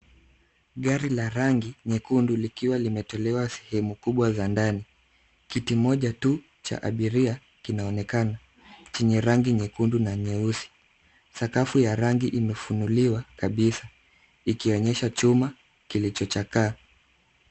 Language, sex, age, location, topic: Swahili, male, 50+, Nairobi, finance